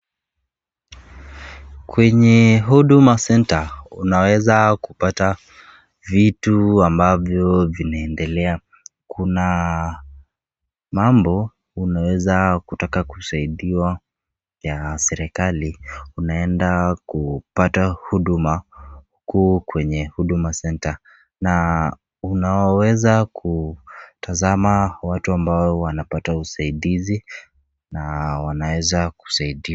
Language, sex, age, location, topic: Swahili, female, 36-49, Nakuru, government